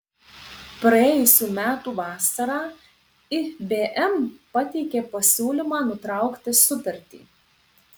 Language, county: Lithuanian, Panevėžys